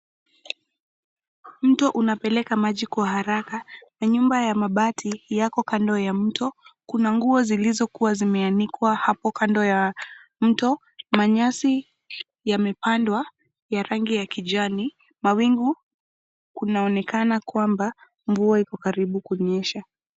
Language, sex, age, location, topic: Swahili, female, 25-35, Nairobi, government